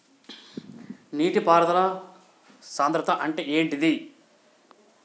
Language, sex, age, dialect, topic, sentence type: Telugu, male, 41-45, Telangana, agriculture, question